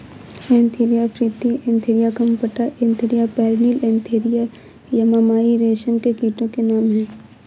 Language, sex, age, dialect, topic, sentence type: Hindi, female, 25-30, Marwari Dhudhari, agriculture, statement